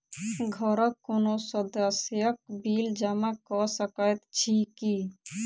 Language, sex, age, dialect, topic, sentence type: Maithili, female, 18-24, Southern/Standard, banking, question